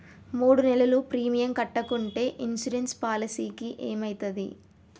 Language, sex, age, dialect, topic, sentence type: Telugu, female, 36-40, Telangana, banking, question